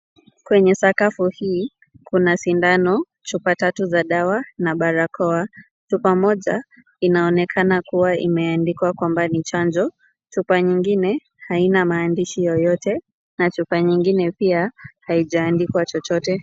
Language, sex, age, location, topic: Swahili, female, 25-35, Kisumu, health